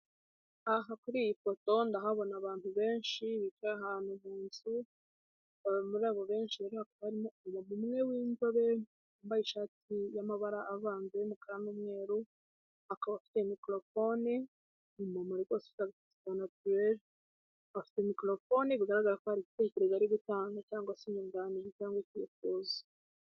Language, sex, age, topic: Kinyarwanda, female, 18-24, government